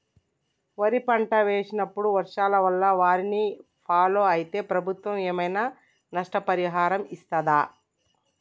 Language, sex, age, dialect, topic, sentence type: Telugu, male, 31-35, Telangana, agriculture, question